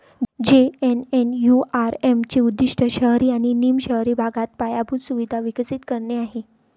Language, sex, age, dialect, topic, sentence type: Marathi, female, 31-35, Varhadi, banking, statement